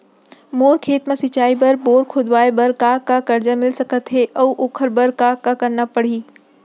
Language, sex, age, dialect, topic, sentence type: Chhattisgarhi, female, 46-50, Central, agriculture, question